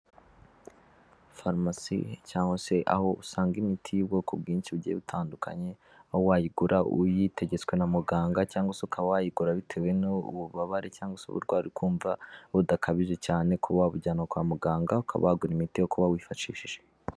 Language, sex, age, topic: Kinyarwanda, male, 25-35, health